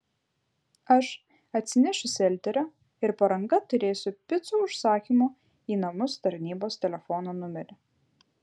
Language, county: Lithuanian, Vilnius